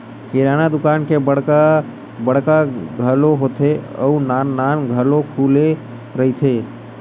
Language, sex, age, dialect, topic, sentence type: Chhattisgarhi, male, 18-24, Western/Budati/Khatahi, agriculture, statement